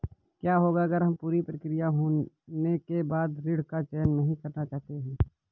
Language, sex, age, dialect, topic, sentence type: Hindi, male, 25-30, Awadhi Bundeli, banking, question